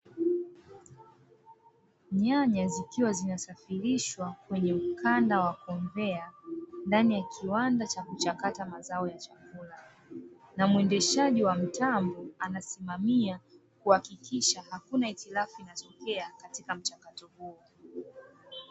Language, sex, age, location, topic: Swahili, female, 25-35, Dar es Salaam, agriculture